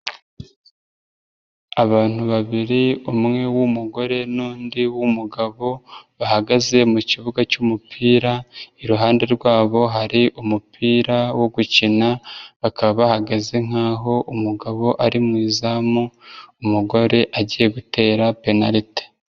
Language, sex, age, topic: Kinyarwanda, male, 25-35, government